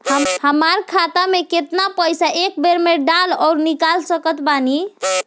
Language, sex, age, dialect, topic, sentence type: Bhojpuri, female, <18, Southern / Standard, banking, question